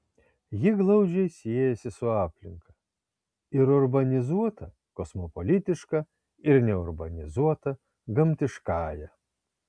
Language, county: Lithuanian, Kaunas